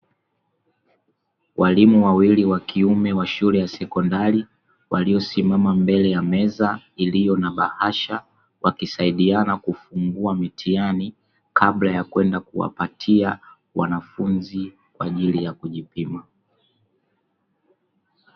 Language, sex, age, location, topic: Swahili, male, 25-35, Dar es Salaam, education